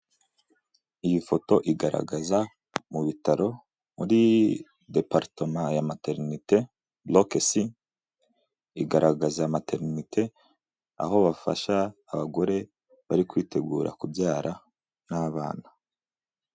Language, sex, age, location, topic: Kinyarwanda, male, 18-24, Huye, health